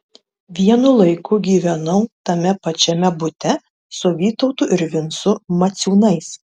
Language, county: Lithuanian, Tauragė